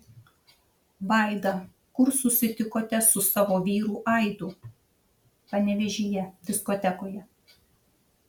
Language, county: Lithuanian, Šiauliai